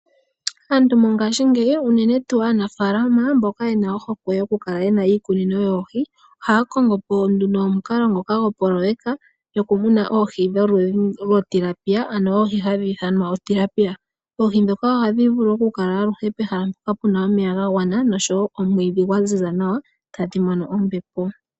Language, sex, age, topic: Oshiwambo, female, 18-24, agriculture